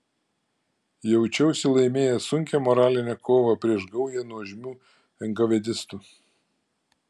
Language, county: Lithuanian, Klaipėda